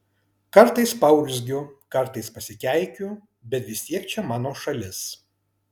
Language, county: Lithuanian, Kaunas